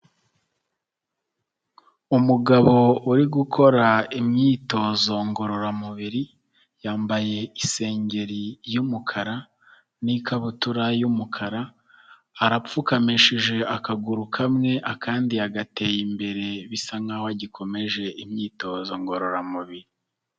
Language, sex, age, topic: Kinyarwanda, male, 25-35, health